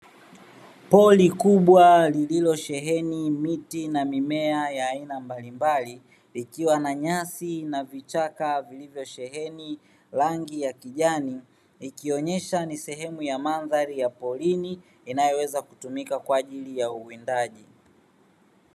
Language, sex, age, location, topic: Swahili, male, 36-49, Dar es Salaam, agriculture